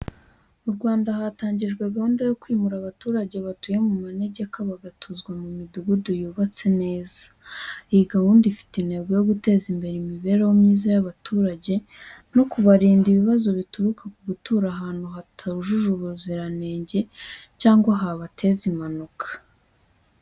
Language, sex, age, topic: Kinyarwanda, female, 18-24, education